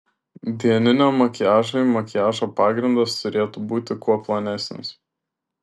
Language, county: Lithuanian, Šiauliai